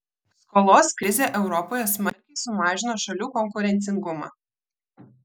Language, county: Lithuanian, Vilnius